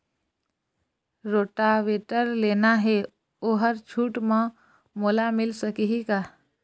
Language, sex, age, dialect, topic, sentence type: Chhattisgarhi, female, 25-30, Eastern, agriculture, question